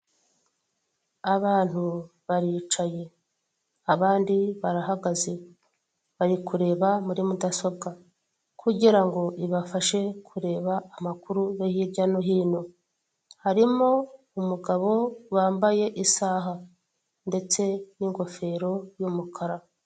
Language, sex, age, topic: Kinyarwanda, female, 36-49, finance